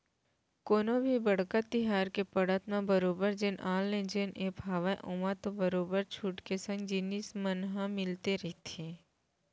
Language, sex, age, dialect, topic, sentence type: Chhattisgarhi, female, 18-24, Central, banking, statement